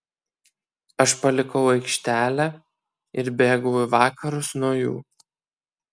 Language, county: Lithuanian, Kaunas